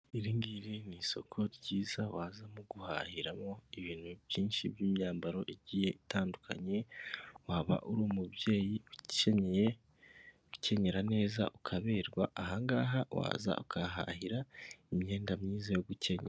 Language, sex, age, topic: Kinyarwanda, male, 25-35, finance